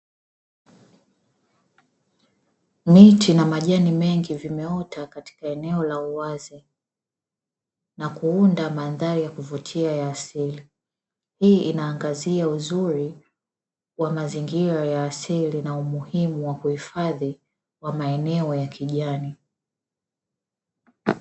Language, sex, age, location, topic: Swahili, female, 25-35, Dar es Salaam, agriculture